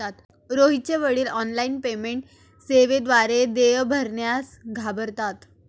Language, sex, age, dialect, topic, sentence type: Marathi, female, 18-24, Standard Marathi, banking, statement